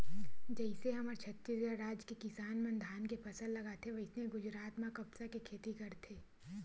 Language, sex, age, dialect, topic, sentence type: Chhattisgarhi, female, 60-100, Western/Budati/Khatahi, agriculture, statement